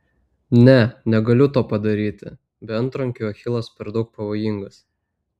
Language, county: Lithuanian, Vilnius